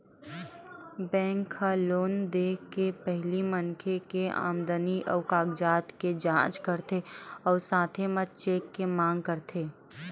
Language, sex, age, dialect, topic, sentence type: Chhattisgarhi, female, 18-24, Western/Budati/Khatahi, banking, statement